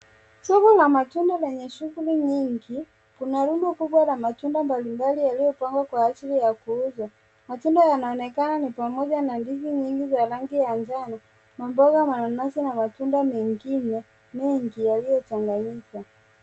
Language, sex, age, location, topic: Swahili, male, 18-24, Nairobi, finance